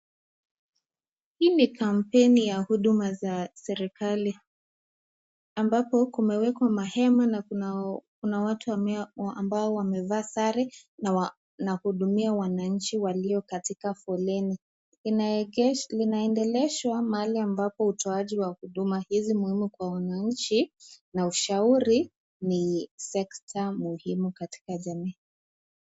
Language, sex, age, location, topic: Swahili, female, 18-24, Nakuru, government